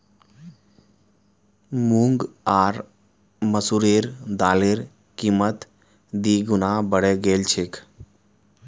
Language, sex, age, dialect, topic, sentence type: Magahi, male, 31-35, Northeastern/Surjapuri, agriculture, statement